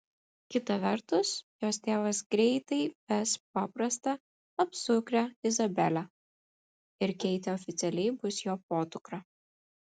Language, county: Lithuanian, Kaunas